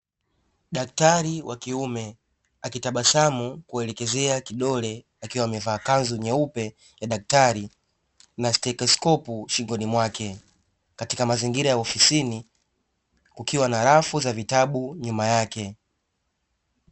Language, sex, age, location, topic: Swahili, male, 18-24, Dar es Salaam, health